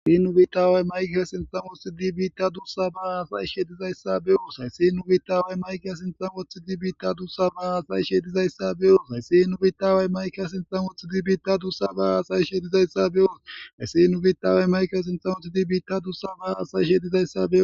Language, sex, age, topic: Gamo, male, 18-24, government